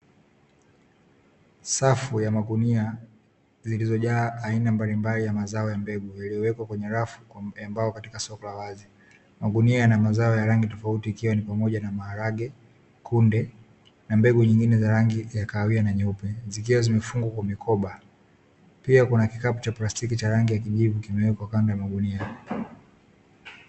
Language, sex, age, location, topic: Swahili, male, 18-24, Dar es Salaam, agriculture